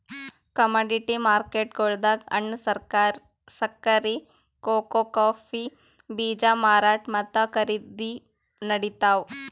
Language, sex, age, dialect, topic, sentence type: Kannada, female, 18-24, Northeastern, banking, statement